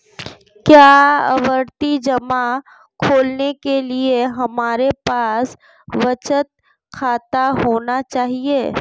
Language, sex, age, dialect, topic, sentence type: Hindi, female, 25-30, Marwari Dhudhari, banking, question